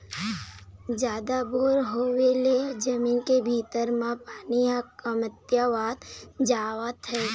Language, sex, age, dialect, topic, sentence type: Chhattisgarhi, female, 18-24, Eastern, agriculture, statement